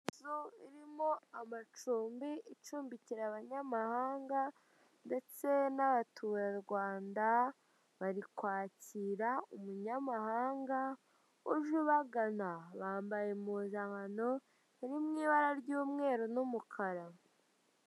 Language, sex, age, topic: Kinyarwanda, male, 18-24, finance